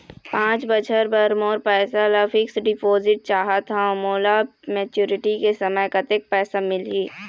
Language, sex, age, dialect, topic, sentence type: Chhattisgarhi, female, 18-24, Eastern, banking, question